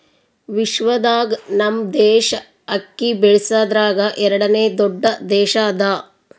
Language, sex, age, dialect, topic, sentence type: Kannada, female, 60-100, Northeastern, agriculture, statement